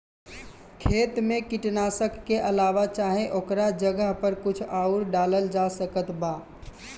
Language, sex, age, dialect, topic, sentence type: Bhojpuri, male, 18-24, Southern / Standard, agriculture, question